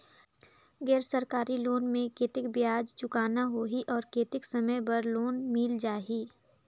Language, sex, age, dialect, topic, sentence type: Chhattisgarhi, female, 18-24, Northern/Bhandar, banking, question